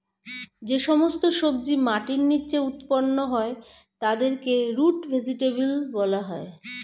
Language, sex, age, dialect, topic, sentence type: Bengali, female, 41-45, Standard Colloquial, agriculture, statement